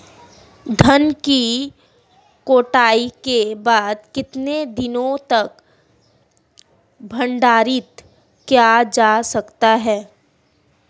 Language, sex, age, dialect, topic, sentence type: Hindi, female, 18-24, Marwari Dhudhari, agriculture, question